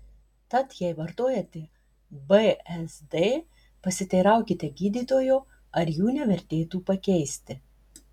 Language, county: Lithuanian, Marijampolė